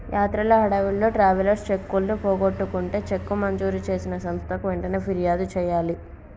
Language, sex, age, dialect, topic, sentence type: Telugu, male, 18-24, Telangana, banking, statement